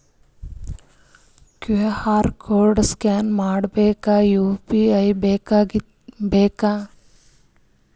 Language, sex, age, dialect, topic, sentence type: Kannada, female, 25-30, Northeastern, banking, question